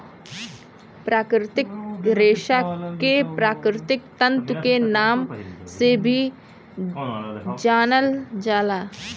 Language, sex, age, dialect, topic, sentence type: Bhojpuri, female, 18-24, Western, agriculture, statement